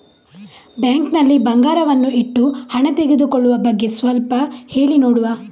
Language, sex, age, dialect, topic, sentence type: Kannada, female, 51-55, Coastal/Dakshin, banking, question